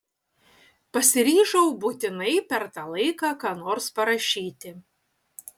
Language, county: Lithuanian, Utena